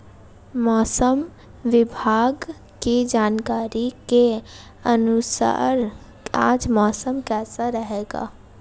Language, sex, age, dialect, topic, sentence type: Hindi, female, 18-24, Marwari Dhudhari, agriculture, question